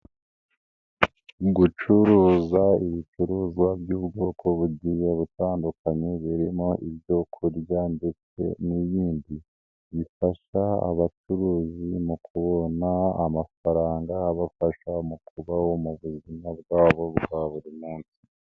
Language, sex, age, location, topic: Kinyarwanda, male, 18-24, Nyagatare, finance